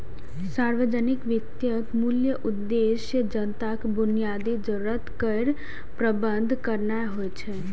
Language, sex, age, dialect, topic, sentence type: Maithili, female, 18-24, Eastern / Thethi, banking, statement